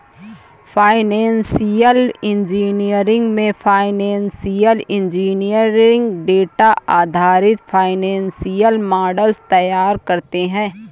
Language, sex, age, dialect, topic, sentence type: Hindi, female, 25-30, Awadhi Bundeli, banking, statement